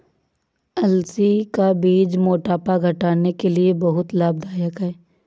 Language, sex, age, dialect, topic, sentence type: Hindi, female, 31-35, Awadhi Bundeli, agriculture, statement